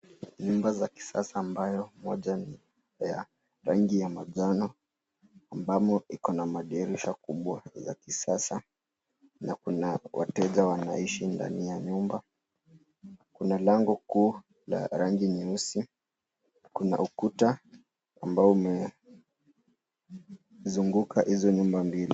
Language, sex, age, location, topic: Swahili, male, 18-24, Nairobi, finance